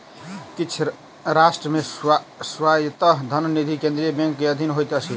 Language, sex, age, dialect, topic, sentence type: Maithili, male, 31-35, Southern/Standard, banking, statement